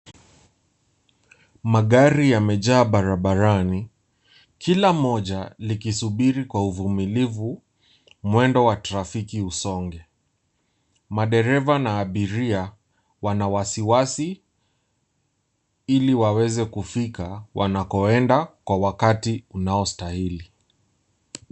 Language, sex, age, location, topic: Swahili, male, 18-24, Nairobi, government